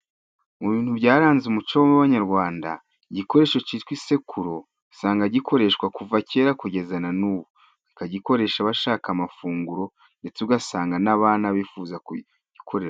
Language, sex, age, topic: Kinyarwanda, male, 36-49, government